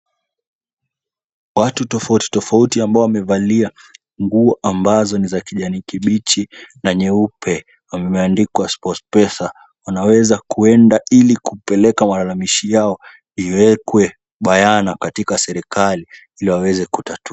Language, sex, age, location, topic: Swahili, male, 18-24, Kisumu, government